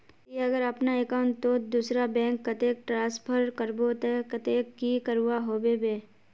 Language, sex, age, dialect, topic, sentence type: Magahi, female, 18-24, Northeastern/Surjapuri, banking, question